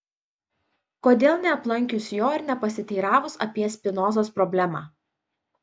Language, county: Lithuanian, Vilnius